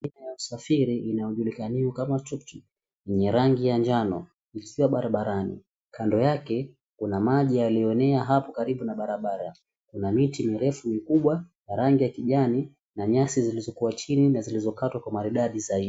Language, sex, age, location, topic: Swahili, male, 18-24, Mombasa, government